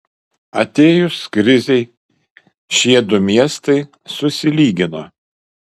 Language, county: Lithuanian, Kaunas